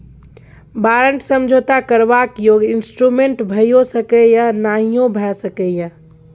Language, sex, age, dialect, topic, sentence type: Maithili, female, 41-45, Bajjika, banking, statement